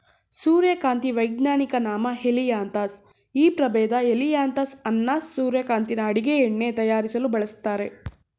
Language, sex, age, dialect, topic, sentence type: Kannada, female, 18-24, Mysore Kannada, agriculture, statement